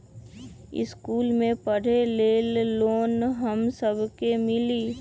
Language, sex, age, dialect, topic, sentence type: Magahi, female, 18-24, Western, banking, question